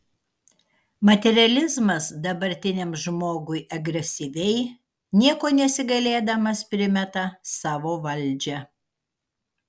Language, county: Lithuanian, Kaunas